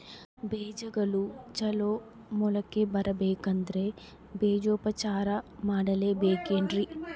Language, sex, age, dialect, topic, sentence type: Kannada, female, 25-30, Central, agriculture, question